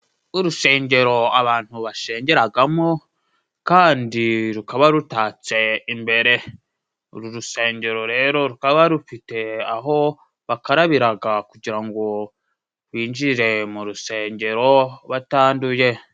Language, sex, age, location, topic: Kinyarwanda, male, 25-35, Musanze, government